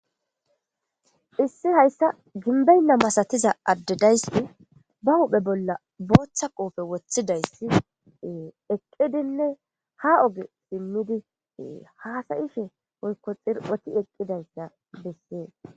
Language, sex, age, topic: Gamo, female, 25-35, government